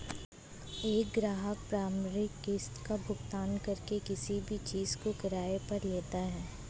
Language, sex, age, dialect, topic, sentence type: Hindi, female, 18-24, Hindustani Malvi Khadi Boli, banking, statement